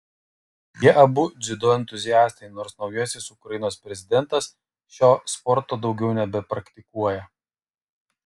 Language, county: Lithuanian, Kaunas